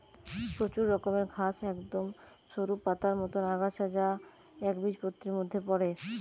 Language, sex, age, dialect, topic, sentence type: Bengali, male, 25-30, Western, agriculture, statement